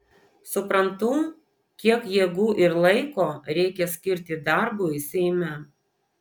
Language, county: Lithuanian, Vilnius